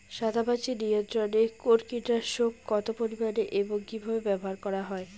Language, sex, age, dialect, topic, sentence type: Bengali, female, 25-30, Rajbangshi, agriculture, question